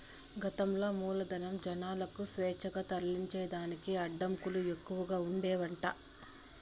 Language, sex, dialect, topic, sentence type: Telugu, female, Southern, banking, statement